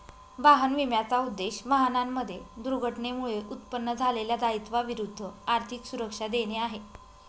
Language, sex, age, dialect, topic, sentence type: Marathi, female, 25-30, Northern Konkan, banking, statement